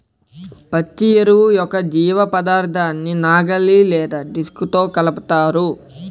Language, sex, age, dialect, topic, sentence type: Telugu, male, 18-24, Central/Coastal, agriculture, statement